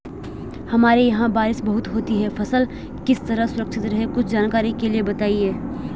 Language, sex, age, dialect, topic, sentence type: Hindi, female, 18-24, Garhwali, agriculture, question